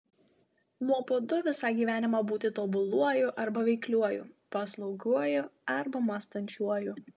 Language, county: Lithuanian, Marijampolė